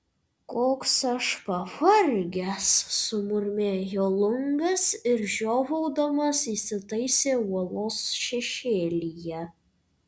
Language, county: Lithuanian, Vilnius